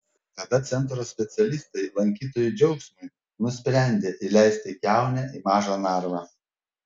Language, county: Lithuanian, Panevėžys